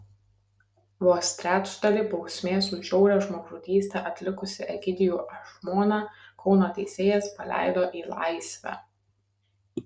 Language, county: Lithuanian, Kaunas